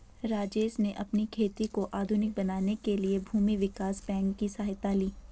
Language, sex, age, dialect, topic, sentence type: Hindi, female, 18-24, Garhwali, banking, statement